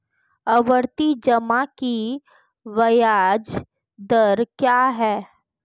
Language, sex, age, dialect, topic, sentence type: Hindi, female, 25-30, Marwari Dhudhari, banking, question